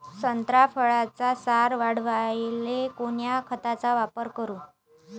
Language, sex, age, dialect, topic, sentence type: Marathi, female, 18-24, Varhadi, agriculture, question